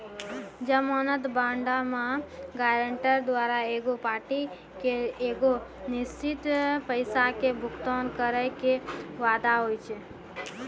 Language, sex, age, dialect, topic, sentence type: Maithili, female, 18-24, Angika, banking, statement